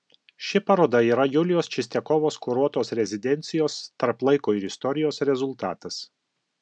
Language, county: Lithuanian, Alytus